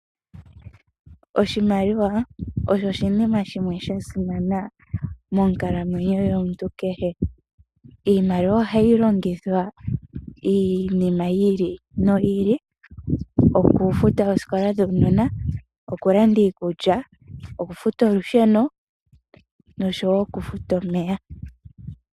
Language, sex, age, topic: Oshiwambo, female, 18-24, finance